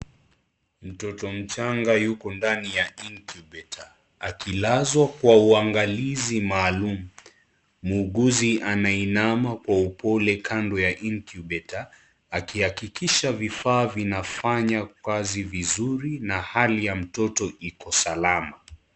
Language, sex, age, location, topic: Swahili, male, 25-35, Kisii, health